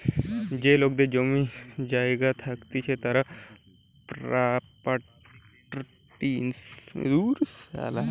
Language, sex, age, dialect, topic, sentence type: Bengali, male, 18-24, Western, banking, statement